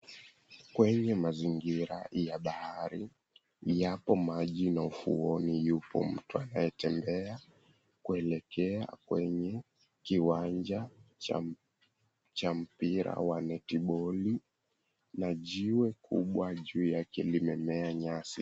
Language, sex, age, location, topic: Swahili, male, 18-24, Mombasa, government